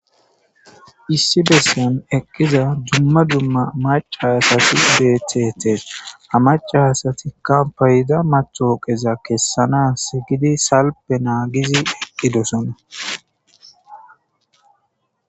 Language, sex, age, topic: Gamo, male, 25-35, government